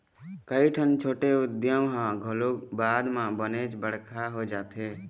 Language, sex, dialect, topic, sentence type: Chhattisgarhi, male, Eastern, banking, statement